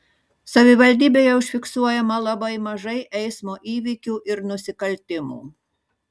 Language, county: Lithuanian, Šiauliai